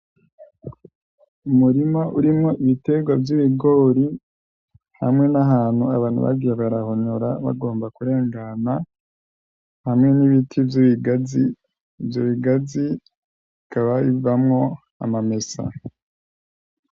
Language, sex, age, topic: Rundi, male, 25-35, agriculture